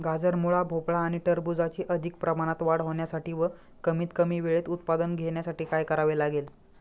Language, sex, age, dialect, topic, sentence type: Marathi, male, 25-30, Northern Konkan, agriculture, question